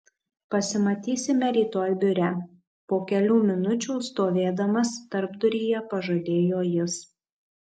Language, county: Lithuanian, Marijampolė